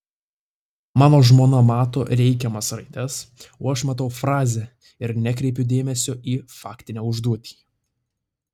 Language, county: Lithuanian, Tauragė